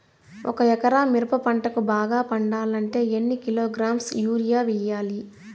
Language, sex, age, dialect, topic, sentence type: Telugu, female, 18-24, Southern, agriculture, question